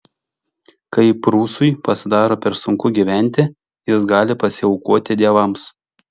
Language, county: Lithuanian, Šiauliai